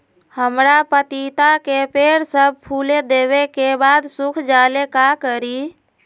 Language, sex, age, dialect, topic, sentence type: Magahi, female, 25-30, Western, agriculture, question